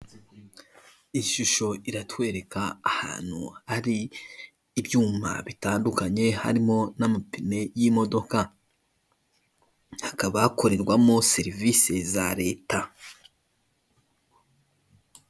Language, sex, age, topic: Kinyarwanda, male, 18-24, government